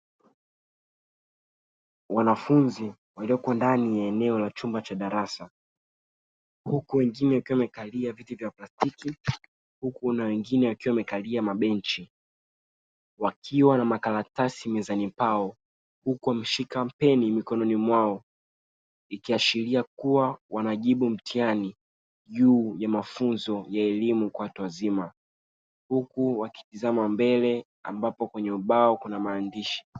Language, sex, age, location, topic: Swahili, male, 36-49, Dar es Salaam, education